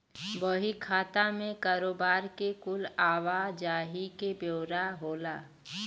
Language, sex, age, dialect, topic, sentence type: Bhojpuri, female, 18-24, Western, banking, statement